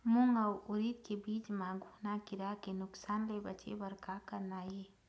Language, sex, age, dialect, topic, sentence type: Chhattisgarhi, female, 46-50, Eastern, agriculture, question